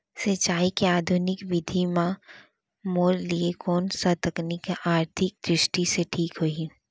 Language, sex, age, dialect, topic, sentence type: Chhattisgarhi, female, 60-100, Central, agriculture, question